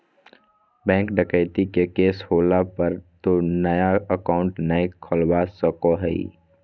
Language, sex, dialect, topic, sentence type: Magahi, male, Southern, banking, statement